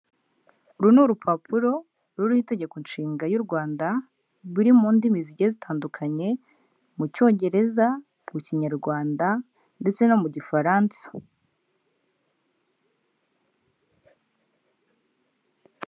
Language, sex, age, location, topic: Kinyarwanda, female, 18-24, Huye, government